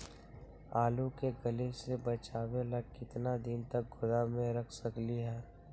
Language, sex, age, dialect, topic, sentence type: Magahi, male, 18-24, Western, agriculture, question